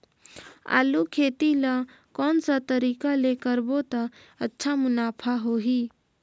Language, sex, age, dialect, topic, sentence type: Chhattisgarhi, female, 18-24, Northern/Bhandar, agriculture, question